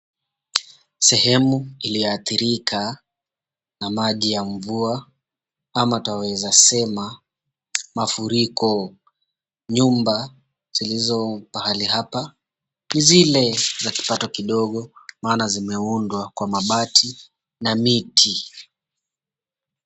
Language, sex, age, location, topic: Swahili, male, 25-35, Mombasa, health